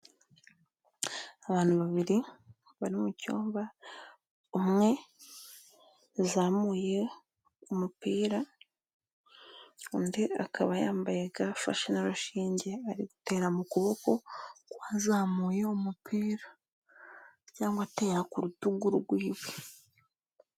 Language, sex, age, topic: Kinyarwanda, female, 25-35, health